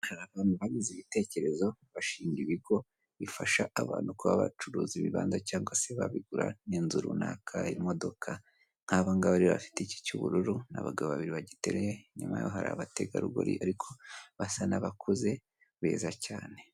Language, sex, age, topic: Kinyarwanda, male, 18-24, finance